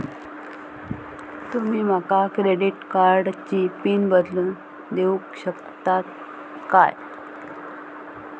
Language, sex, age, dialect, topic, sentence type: Marathi, female, 25-30, Southern Konkan, banking, question